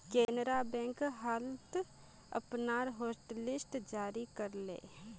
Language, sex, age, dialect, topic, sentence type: Magahi, female, 18-24, Northeastern/Surjapuri, banking, statement